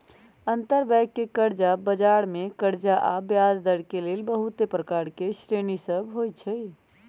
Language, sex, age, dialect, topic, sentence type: Magahi, female, 31-35, Western, banking, statement